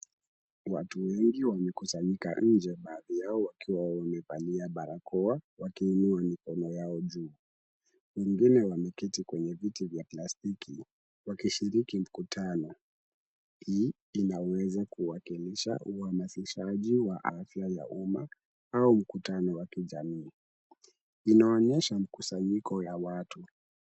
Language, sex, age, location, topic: Swahili, male, 18-24, Kisumu, health